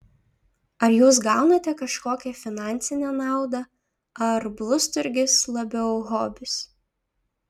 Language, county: Lithuanian, Šiauliai